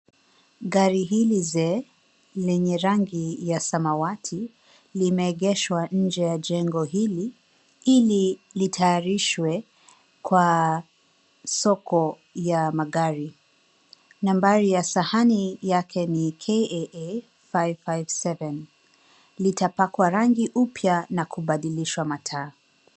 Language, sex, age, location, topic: Swahili, female, 25-35, Nairobi, finance